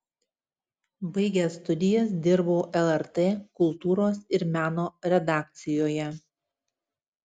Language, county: Lithuanian, Utena